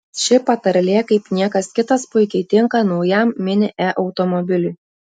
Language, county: Lithuanian, Klaipėda